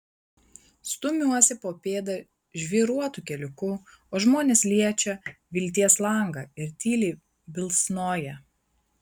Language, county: Lithuanian, Klaipėda